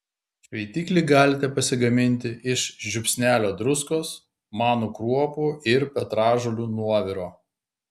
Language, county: Lithuanian, Klaipėda